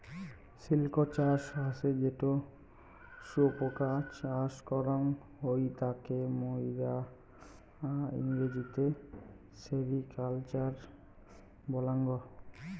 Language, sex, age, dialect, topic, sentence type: Bengali, male, 18-24, Rajbangshi, agriculture, statement